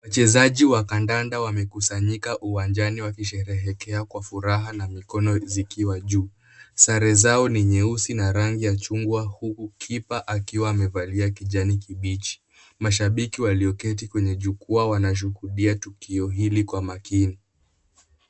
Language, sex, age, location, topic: Swahili, male, 18-24, Kisumu, government